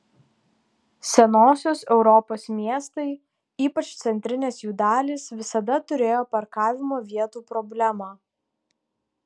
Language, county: Lithuanian, Tauragė